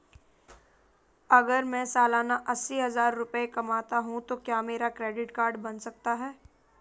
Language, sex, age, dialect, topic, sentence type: Hindi, female, 18-24, Marwari Dhudhari, banking, question